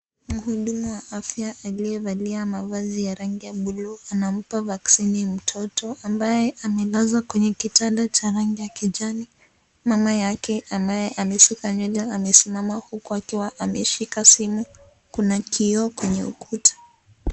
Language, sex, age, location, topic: Swahili, female, 18-24, Kisii, health